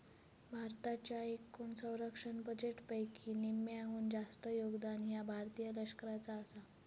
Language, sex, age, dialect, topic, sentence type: Marathi, female, 18-24, Southern Konkan, banking, statement